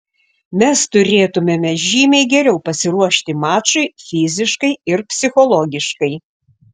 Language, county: Lithuanian, Šiauliai